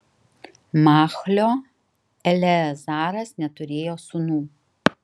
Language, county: Lithuanian, Kaunas